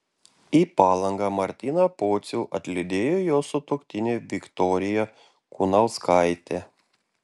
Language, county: Lithuanian, Klaipėda